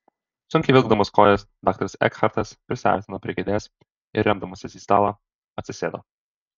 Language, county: Lithuanian, Alytus